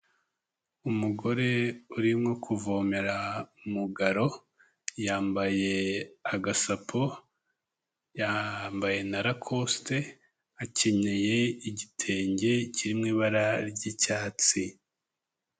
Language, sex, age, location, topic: Kinyarwanda, male, 25-35, Kigali, health